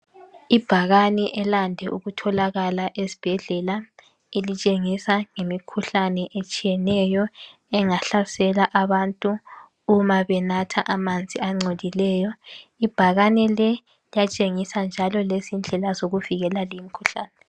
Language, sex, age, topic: North Ndebele, female, 18-24, health